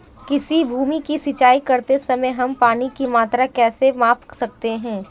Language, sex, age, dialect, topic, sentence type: Hindi, female, 18-24, Marwari Dhudhari, agriculture, question